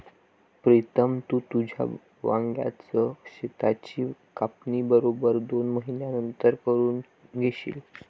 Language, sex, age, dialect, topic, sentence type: Marathi, male, 18-24, Varhadi, agriculture, statement